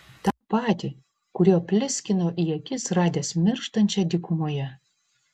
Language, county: Lithuanian, Vilnius